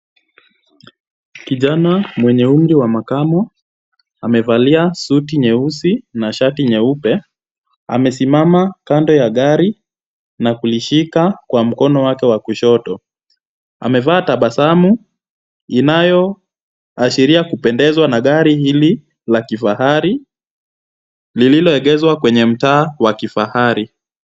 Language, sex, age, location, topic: Swahili, male, 25-35, Kisumu, finance